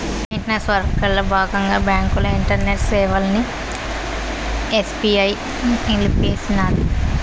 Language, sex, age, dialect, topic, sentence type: Telugu, female, 18-24, Southern, banking, statement